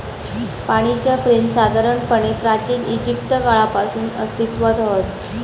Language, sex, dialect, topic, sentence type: Marathi, female, Southern Konkan, agriculture, statement